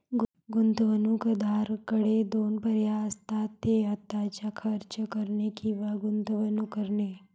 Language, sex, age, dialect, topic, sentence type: Marathi, female, 25-30, Varhadi, banking, statement